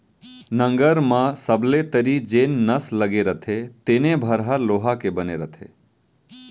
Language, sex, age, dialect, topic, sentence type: Chhattisgarhi, male, 31-35, Central, agriculture, statement